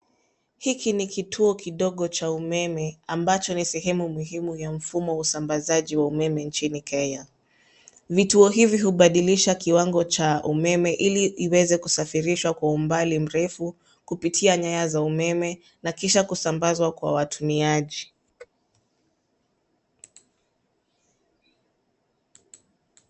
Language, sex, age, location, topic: Swahili, female, 25-35, Nairobi, government